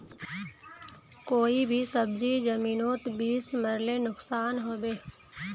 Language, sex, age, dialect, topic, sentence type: Magahi, female, 25-30, Northeastern/Surjapuri, agriculture, question